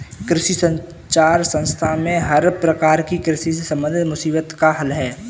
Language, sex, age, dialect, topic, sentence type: Hindi, male, 18-24, Kanauji Braj Bhasha, agriculture, statement